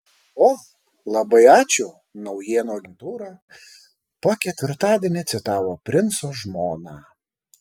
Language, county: Lithuanian, Šiauliai